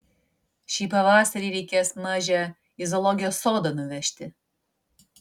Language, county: Lithuanian, Vilnius